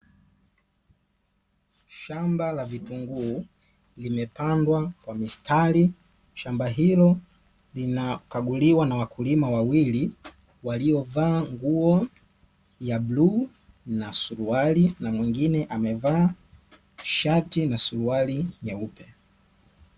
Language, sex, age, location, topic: Swahili, male, 18-24, Dar es Salaam, agriculture